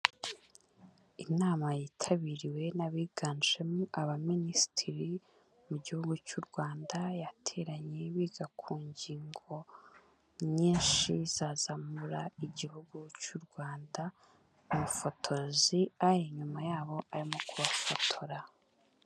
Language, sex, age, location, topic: Kinyarwanda, female, 18-24, Nyagatare, government